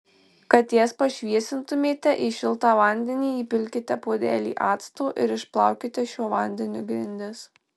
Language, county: Lithuanian, Marijampolė